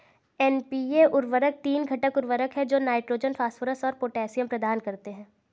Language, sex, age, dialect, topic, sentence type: Hindi, female, 25-30, Awadhi Bundeli, agriculture, statement